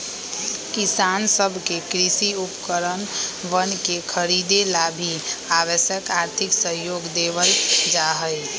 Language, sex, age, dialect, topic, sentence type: Magahi, female, 18-24, Western, agriculture, statement